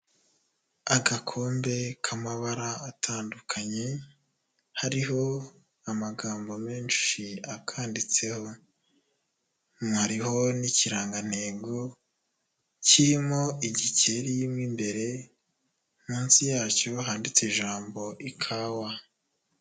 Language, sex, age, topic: Kinyarwanda, male, 18-24, health